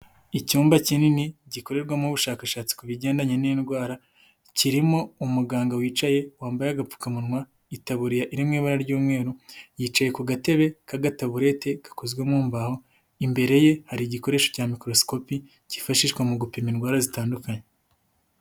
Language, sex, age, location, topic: Kinyarwanda, male, 25-35, Nyagatare, health